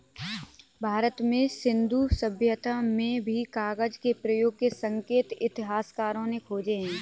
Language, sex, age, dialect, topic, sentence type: Hindi, female, 18-24, Kanauji Braj Bhasha, agriculture, statement